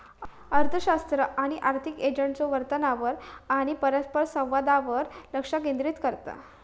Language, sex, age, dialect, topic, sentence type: Marathi, female, 18-24, Southern Konkan, banking, statement